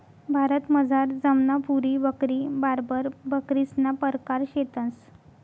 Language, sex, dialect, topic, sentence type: Marathi, female, Northern Konkan, agriculture, statement